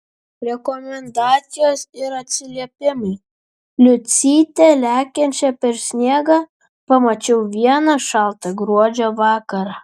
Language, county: Lithuanian, Vilnius